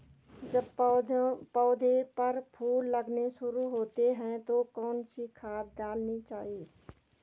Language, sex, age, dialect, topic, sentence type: Hindi, female, 46-50, Garhwali, agriculture, question